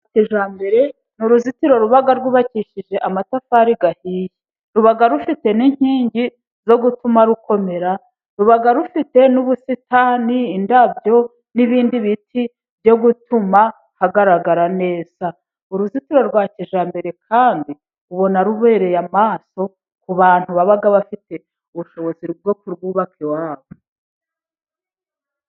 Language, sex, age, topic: Kinyarwanda, female, 36-49, government